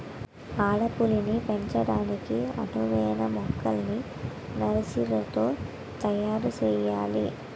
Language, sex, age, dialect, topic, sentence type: Telugu, female, 18-24, Utterandhra, agriculture, statement